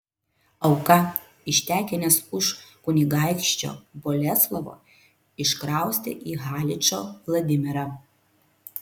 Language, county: Lithuanian, Vilnius